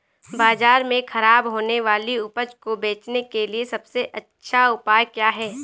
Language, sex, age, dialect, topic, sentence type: Hindi, female, 18-24, Awadhi Bundeli, agriculture, statement